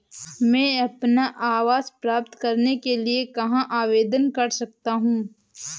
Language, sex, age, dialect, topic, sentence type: Hindi, female, 18-24, Awadhi Bundeli, banking, question